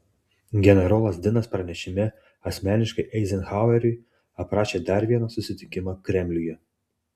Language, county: Lithuanian, Tauragė